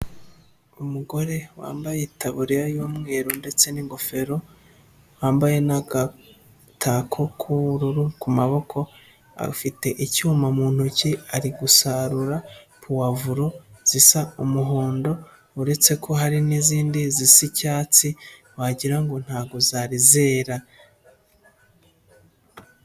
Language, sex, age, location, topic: Kinyarwanda, male, 25-35, Nyagatare, agriculture